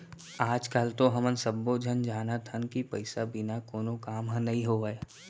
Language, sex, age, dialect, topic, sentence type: Chhattisgarhi, male, 18-24, Central, banking, statement